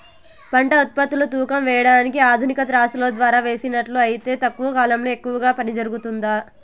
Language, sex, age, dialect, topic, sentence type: Telugu, female, 18-24, Southern, agriculture, question